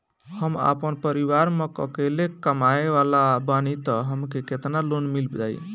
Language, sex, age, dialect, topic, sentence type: Bhojpuri, male, 18-24, Northern, banking, question